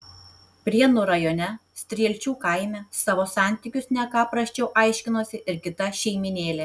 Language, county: Lithuanian, Tauragė